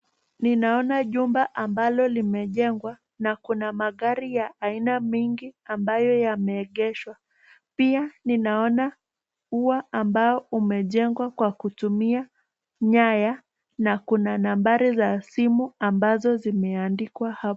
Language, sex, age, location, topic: Swahili, female, 18-24, Nakuru, finance